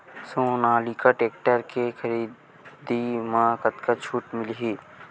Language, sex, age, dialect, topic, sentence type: Chhattisgarhi, male, 18-24, Western/Budati/Khatahi, agriculture, question